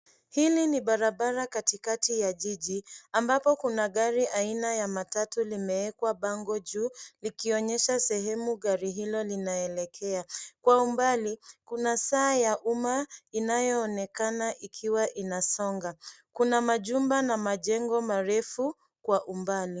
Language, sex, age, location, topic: Swahili, female, 25-35, Nairobi, government